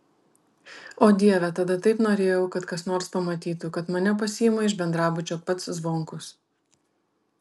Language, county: Lithuanian, Vilnius